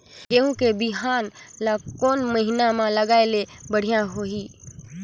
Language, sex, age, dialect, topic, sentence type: Chhattisgarhi, female, 25-30, Northern/Bhandar, agriculture, question